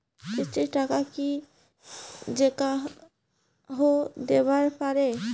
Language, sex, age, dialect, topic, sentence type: Bengali, female, 18-24, Rajbangshi, banking, question